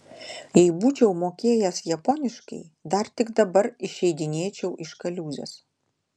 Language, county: Lithuanian, Klaipėda